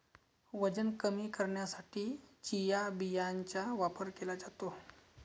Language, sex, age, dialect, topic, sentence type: Marathi, male, 31-35, Varhadi, agriculture, statement